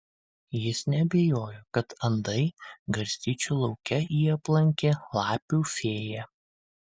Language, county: Lithuanian, Kaunas